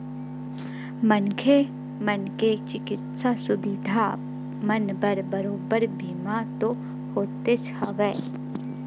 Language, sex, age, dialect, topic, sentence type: Chhattisgarhi, female, 60-100, Western/Budati/Khatahi, banking, statement